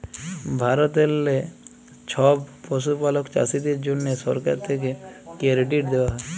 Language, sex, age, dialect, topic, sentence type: Bengali, male, 51-55, Jharkhandi, agriculture, statement